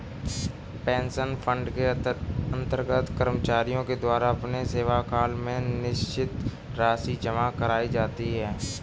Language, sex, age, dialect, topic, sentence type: Hindi, male, 18-24, Kanauji Braj Bhasha, banking, statement